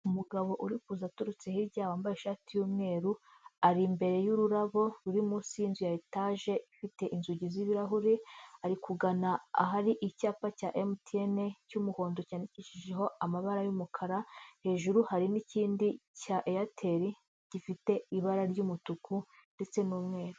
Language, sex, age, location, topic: Kinyarwanda, female, 25-35, Huye, government